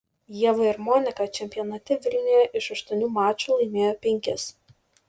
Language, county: Lithuanian, Šiauliai